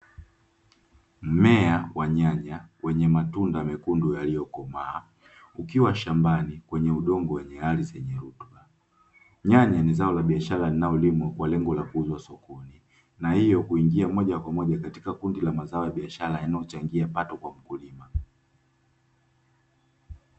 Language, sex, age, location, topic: Swahili, male, 18-24, Dar es Salaam, agriculture